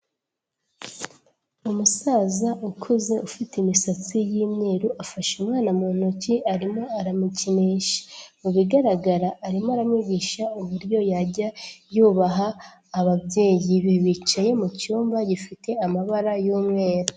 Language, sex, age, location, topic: Kinyarwanda, female, 18-24, Kigali, health